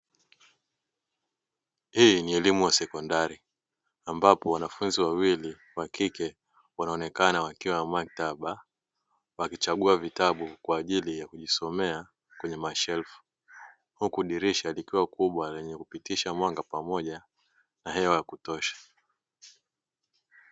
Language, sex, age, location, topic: Swahili, male, 25-35, Dar es Salaam, education